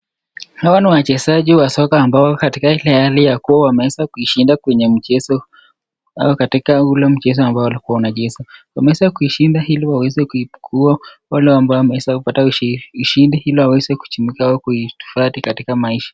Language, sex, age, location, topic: Swahili, male, 25-35, Nakuru, government